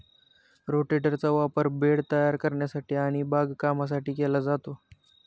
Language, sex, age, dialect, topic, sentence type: Marathi, male, 18-24, Standard Marathi, agriculture, statement